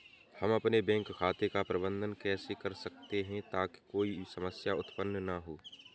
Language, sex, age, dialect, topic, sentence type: Hindi, male, 18-24, Awadhi Bundeli, banking, question